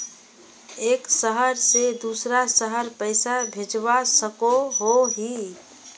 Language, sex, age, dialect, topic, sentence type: Magahi, female, 25-30, Northeastern/Surjapuri, banking, question